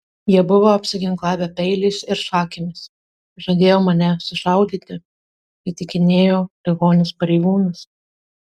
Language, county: Lithuanian, Marijampolė